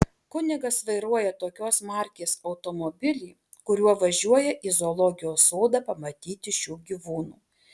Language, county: Lithuanian, Alytus